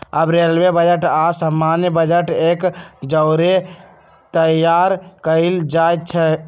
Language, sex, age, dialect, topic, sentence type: Magahi, male, 18-24, Western, banking, statement